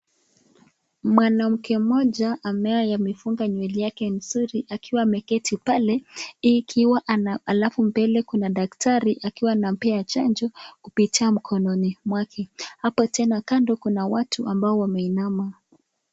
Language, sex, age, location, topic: Swahili, female, 18-24, Nakuru, finance